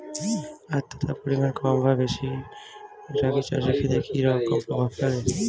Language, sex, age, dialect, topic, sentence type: Bengali, male, 25-30, Standard Colloquial, agriculture, question